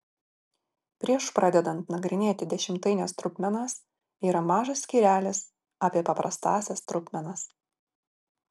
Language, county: Lithuanian, Marijampolė